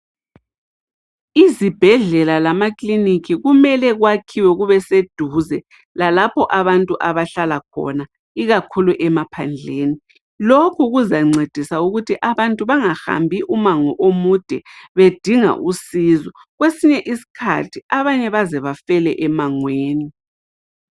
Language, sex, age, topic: North Ndebele, female, 36-49, health